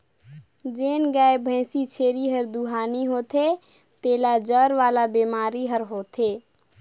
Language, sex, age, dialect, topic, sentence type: Chhattisgarhi, female, 46-50, Northern/Bhandar, agriculture, statement